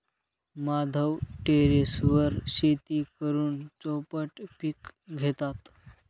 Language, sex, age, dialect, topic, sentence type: Marathi, male, 18-24, Northern Konkan, agriculture, statement